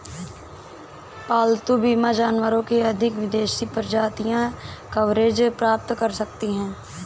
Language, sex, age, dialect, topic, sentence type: Hindi, female, 18-24, Awadhi Bundeli, banking, statement